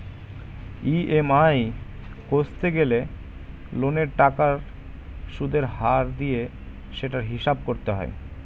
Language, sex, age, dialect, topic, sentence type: Bengali, male, 18-24, Standard Colloquial, banking, statement